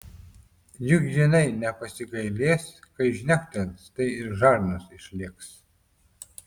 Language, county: Lithuanian, Telšiai